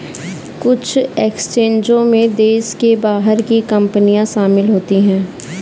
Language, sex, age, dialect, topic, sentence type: Hindi, female, 25-30, Kanauji Braj Bhasha, banking, statement